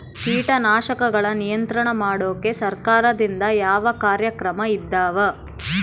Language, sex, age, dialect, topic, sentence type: Kannada, female, 18-24, Central, agriculture, question